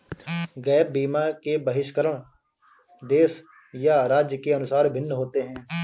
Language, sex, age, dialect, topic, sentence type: Hindi, male, 25-30, Awadhi Bundeli, banking, statement